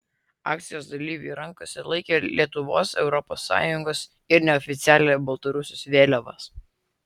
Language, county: Lithuanian, Vilnius